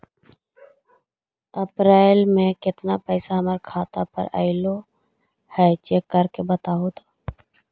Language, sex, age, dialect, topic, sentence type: Magahi, female, 56-60, Central/Standard, banking, question